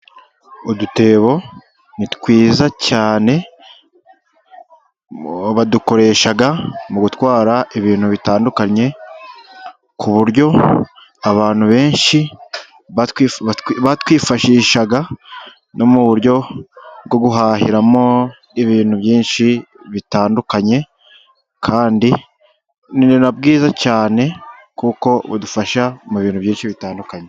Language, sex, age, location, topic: Kinyarwanda, male, 36-49, Musanze, government